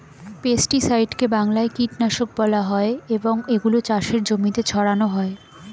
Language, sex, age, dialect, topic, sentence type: Bengali, female, 25-30, Standard Colloquial, agriculture, statement